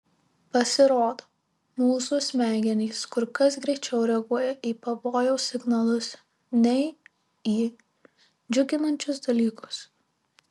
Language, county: Lithuanian, Marijampolė